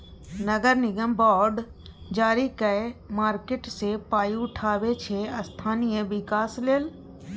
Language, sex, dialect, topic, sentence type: Maithili, female, Bajjika, banking, statement